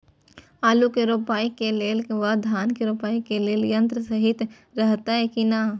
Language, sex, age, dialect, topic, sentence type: Maithili, female, 18-24, Eastern / Thethi, agriculture, question